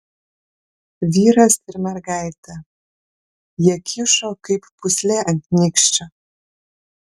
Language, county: Lithuanian, Kaunas